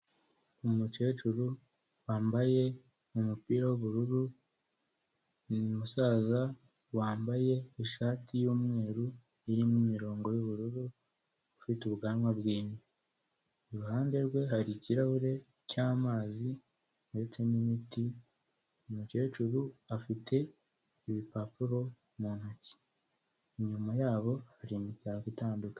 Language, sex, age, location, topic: Kinyarwanda, male, 18-24, Kigali, health